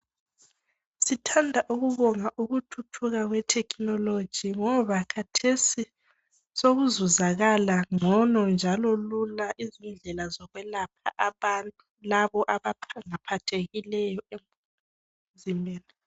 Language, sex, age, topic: North Ndebele, female, 18-24, health